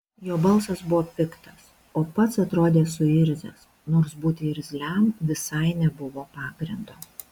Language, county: Lithuanian, Šiauliai